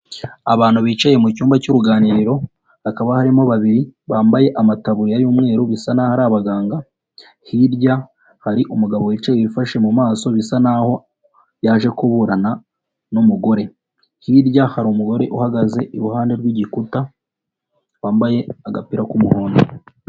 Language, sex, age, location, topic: Kinyarwanda, female, 36-49, Nyagatare, health